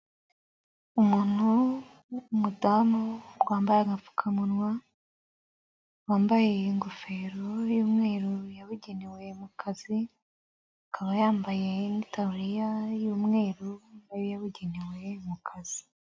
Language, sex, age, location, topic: Kinyarwanda, female, 25-35, Nyagatare, health